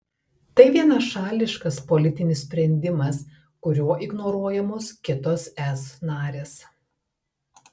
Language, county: Lithuanian, Telšiai